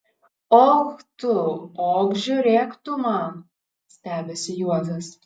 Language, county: Lithuanian, Šiauliai